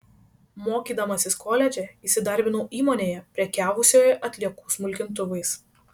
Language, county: Lithuanian, Šiauliai